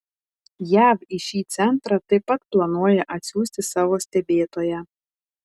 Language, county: Lithuanian, Telšiai